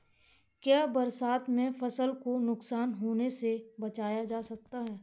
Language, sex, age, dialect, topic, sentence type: Hindi, male, 18-24, Kanauji Braj Bhasha, agriculture, question